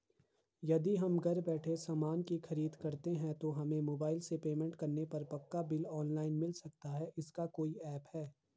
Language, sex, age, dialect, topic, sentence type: Hindi, male, 51-55, Garhwali, banking, question